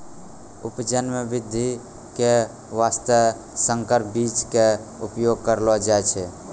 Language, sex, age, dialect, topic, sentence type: Maithili, male, 18-24, Angika, agriculture, statement